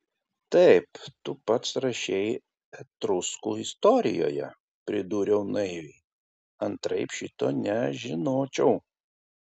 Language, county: Lithuanian, Kaunas